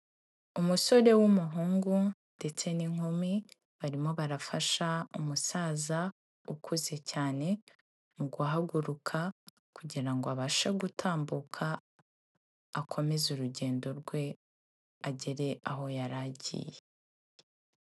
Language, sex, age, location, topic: Kinyarwanda, female, 18-24, Kigali, health